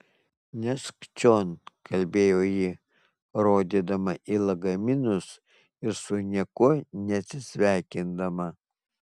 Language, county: Lithuanian, Kaunas